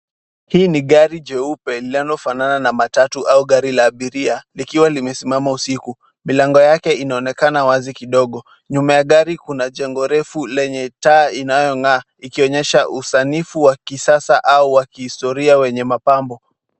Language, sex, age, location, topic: Swahili, male, 36-49, Kisumu, finance